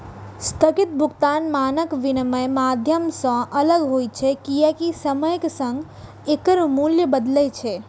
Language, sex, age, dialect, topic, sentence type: Maithili, female, 18-24, Eastern / Thethi, banking, statement